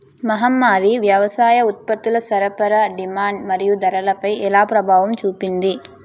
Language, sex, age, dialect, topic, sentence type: Telugu, female, 25-30, Utterandhra, agriculture, question